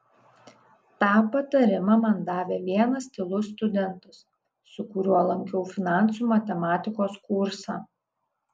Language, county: Lithuanian, Kaunas